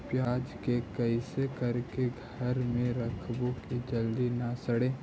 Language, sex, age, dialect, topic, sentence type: Magahi, male, 31-35, Central/Standard, agriculture, question